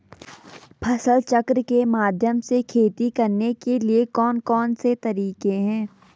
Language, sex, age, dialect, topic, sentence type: Hindi, female, 18-24, Garhwali, agriculture, question